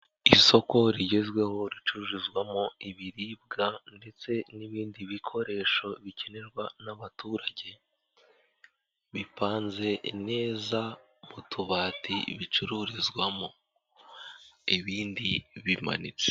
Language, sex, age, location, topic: Kinyarwanda, male, 18-24, Kigali, finance